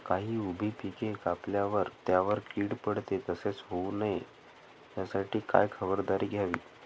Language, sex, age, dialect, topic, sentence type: Marathi, male, 18-24, Northern Konkan, agriculture, question